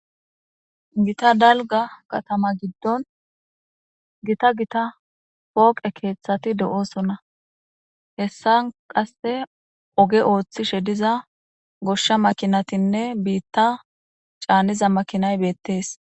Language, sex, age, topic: Gamo, female, 25-35, government